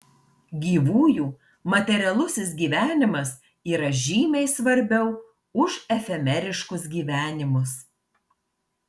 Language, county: Lithuanian, Marijampolė